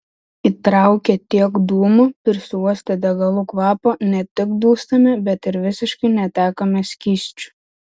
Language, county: Lithuanian, Šiauliai